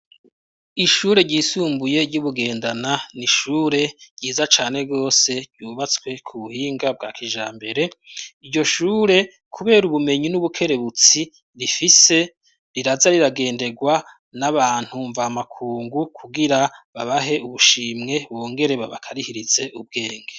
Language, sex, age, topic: Rundi, male, 36-49, education